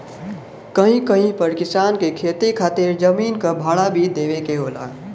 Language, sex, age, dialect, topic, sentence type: Bhojpuri, male, 25-30, Western, agriculture, statement